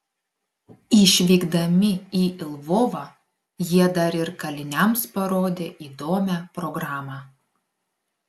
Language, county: Lithuanian, Klaipėda